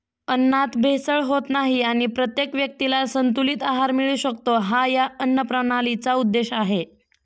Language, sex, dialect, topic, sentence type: Marathi, female, Standard Marathi, agriculture, statement